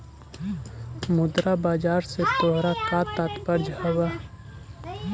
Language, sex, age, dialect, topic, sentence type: Magahi, male, 18-24, Central/Standard, agriculture, statement